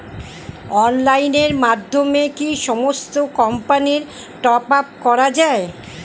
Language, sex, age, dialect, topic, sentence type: Bengali, female, 60-100, Standard Colloquial, banking, question